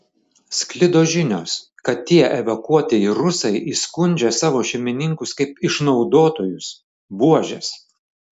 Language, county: Lithuanian, Šiauliai